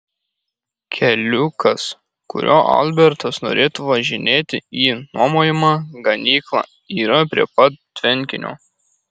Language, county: Lithuanian, Kaunas